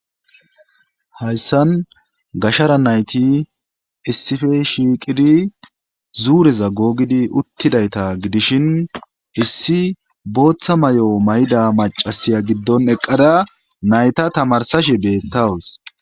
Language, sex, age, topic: Gamo, male, 18-24, government